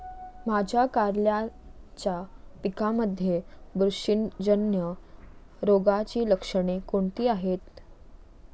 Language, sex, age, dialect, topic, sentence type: Marathi, female, 41-45, Standard Marathi, agriculture, question